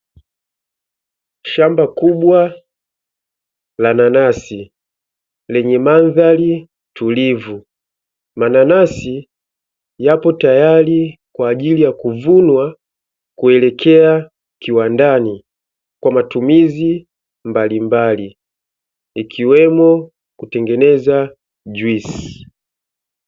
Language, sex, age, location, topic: Swahili, male, 25-35, Dar es Salaam, agriculture